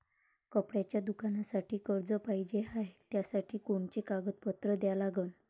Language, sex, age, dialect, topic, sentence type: Marathi, female, 25-30, Varhadi, banking, question